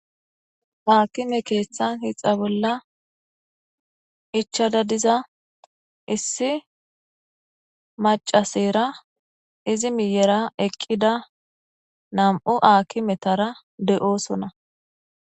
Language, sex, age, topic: Gamo, female, 18-24, government